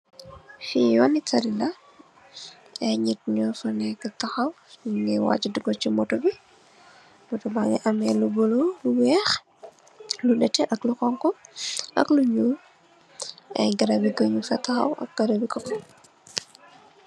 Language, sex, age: Wolof, female, 18-24